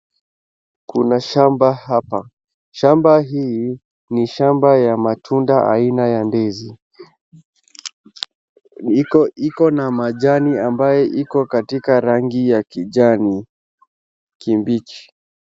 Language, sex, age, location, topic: Swahili, male, 36-49, Wajir, agriculture